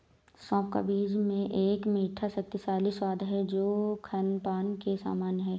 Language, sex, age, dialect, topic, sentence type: Hindi, female, 18-24, Awadhi Bundeli, agriculture, statement